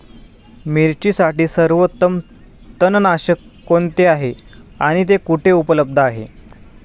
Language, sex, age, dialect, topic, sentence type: Marathi, male, 18-24, Standard Marathi, agriculture, question